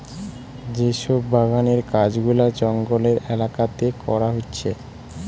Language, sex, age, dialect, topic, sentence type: Bengali, male, 18-24, Western, agriculture, statement